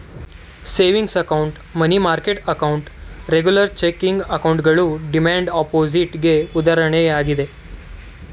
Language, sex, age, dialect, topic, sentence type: Kannada, male, 31-35, Mysore Kannada, banking, statement